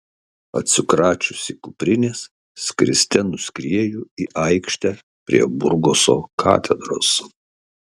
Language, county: Lithuanian, Kaunas